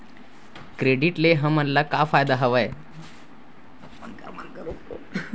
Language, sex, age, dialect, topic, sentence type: Chhattisgarhi, female, 56-60, Western/Budati/Khatahi, banking, question